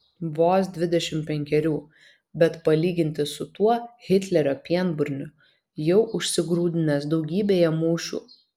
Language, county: Lithuanian, Vilnius